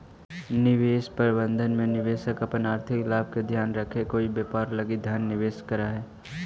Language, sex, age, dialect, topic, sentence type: Magahi, male, 18-24, Central/Standard, banking, statement